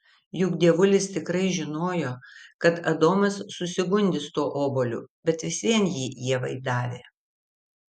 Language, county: Lithuanian, Vilnius